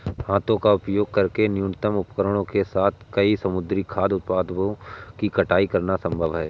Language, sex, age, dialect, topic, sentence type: Hindi, male, 18-24, Awadhi Bundeli, agriculture, statement